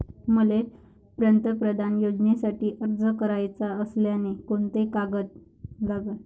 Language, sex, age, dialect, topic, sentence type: Marathi, female, 60-100, Varhadi, banking, question